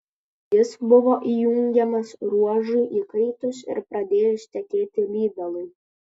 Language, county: Lithuanian, Kaunas